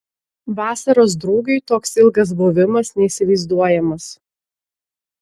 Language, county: Lithuanian, Klaipėda